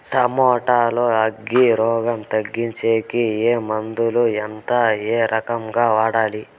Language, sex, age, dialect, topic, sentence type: Telugu, male, 18-24, Southern, agriculture, question